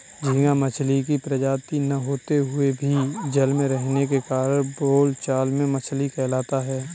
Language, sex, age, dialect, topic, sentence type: Hindi, male, 31-35, Kanauji Braj Bhasha, agriculture, statement